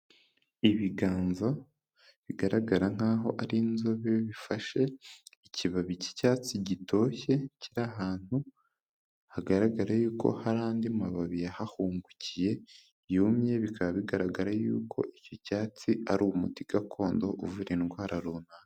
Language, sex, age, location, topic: Kinyarwanda, male, 18-24, Kigali, health